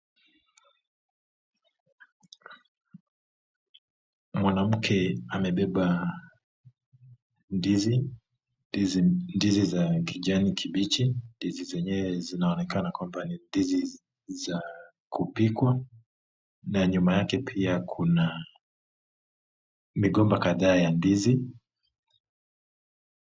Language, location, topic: Swahili, Kisumu, agriculture